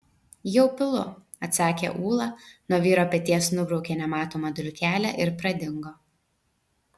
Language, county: Lithuanian, Vilnius